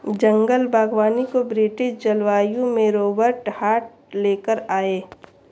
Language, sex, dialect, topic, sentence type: Hindi, female, Marwari Dhudhari, agriculture, statement